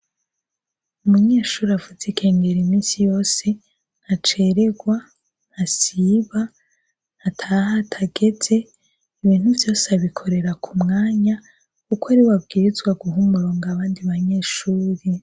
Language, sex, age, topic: Rundi, female, 25-35, education